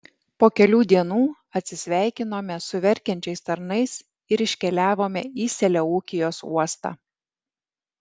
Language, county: Lithuanian, Alytus